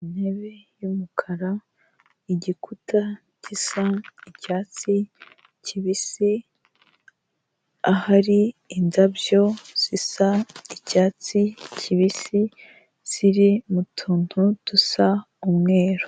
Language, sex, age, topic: Kinyarwanda, female, 18-24, finance